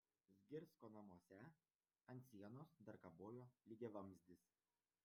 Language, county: Lithuanian, Vilnius